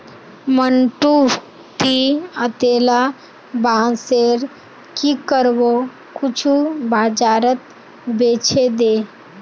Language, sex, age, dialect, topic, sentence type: Magahi, female, 18-24, Northeastern/Surjapuri, agriculture, statement